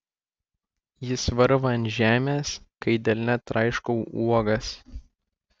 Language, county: Lithuanian, Klaipėda